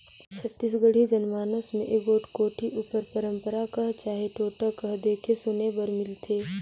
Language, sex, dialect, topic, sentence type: Chhattisgarhi, female, Northern/Bhandar, agriculture, statement